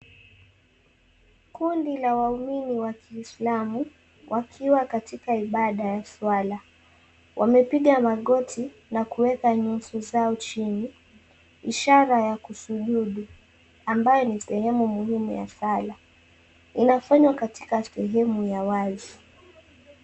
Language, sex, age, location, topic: Swahili, female, 18-24, Mombasa, government